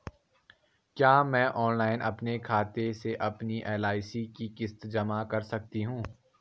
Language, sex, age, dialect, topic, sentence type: Hindi, male, 18-24, Garhwali, banking, question